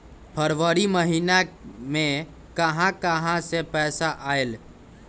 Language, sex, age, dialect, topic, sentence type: Magahi, male, 18-24, Western, banking, question